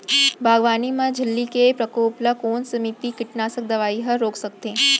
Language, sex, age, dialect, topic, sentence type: Chhattisgarhi, female, 25-30, Central, agriculture, question